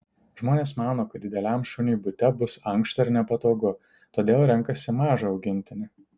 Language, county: Lithuanian, Tauragė